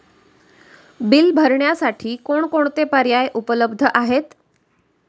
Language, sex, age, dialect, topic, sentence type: Marathi, female, 36-40, Standard Marathi, banking, question